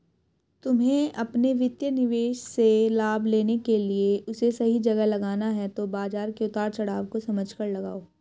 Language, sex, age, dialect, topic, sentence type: Hindi, female, 31-35, Hindustani Malvi Khadi Boli, banking, statement